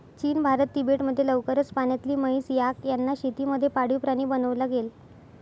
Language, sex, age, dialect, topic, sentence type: Marathi, female, 51-55, Northern Konkan, agriculture, statement